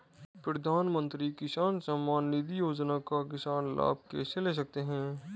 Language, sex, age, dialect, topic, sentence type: Hindi, male, 18-24, Marwari Dhudhari, agriculture, question